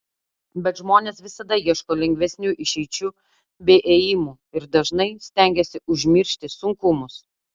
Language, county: Lithuanian, Utena